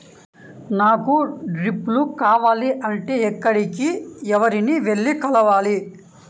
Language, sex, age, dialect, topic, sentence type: Telugu, male, 18-24, Central/Coastal, agriculture, question